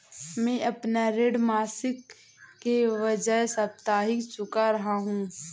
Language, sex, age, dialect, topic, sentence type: Hindi, female, 18-24, Awadhi Bundeli, banking, statement